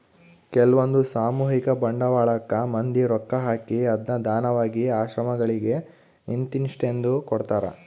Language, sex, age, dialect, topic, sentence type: Kannada, male, 18-24, Central, banking, statement